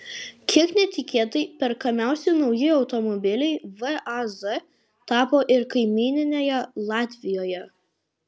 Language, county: Lithuanian, Kaunas